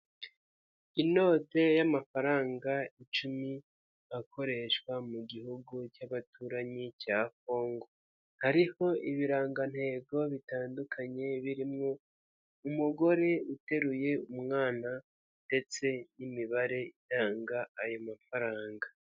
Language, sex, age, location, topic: Kinyarwanda, male, 50+, Kigali, finance